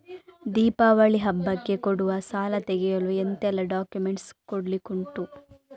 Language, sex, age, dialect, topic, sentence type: Kannada, female, 25-30, Coastal/Dakshin, banking, question